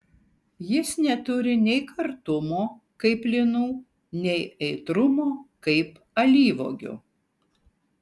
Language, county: Lithuanian, Šiauliai